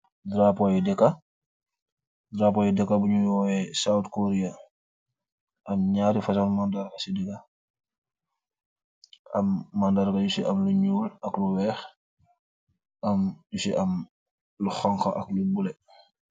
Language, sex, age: Wolof, male, 25-35